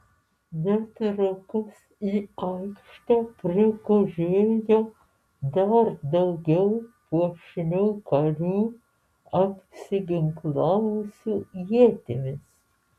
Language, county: Lithuanian, Alytus